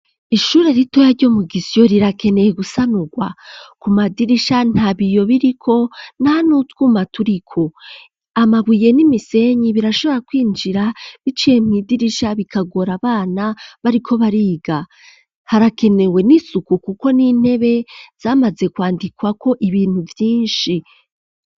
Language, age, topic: Rundi, 25-35, education